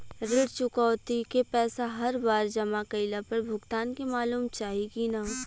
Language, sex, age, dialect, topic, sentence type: Bhojpuri, female, 18-24, Western, banking, question